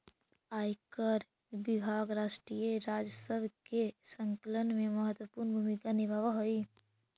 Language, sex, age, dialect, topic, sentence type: Magahi, female, 46-50, Central/Standard, banking, statement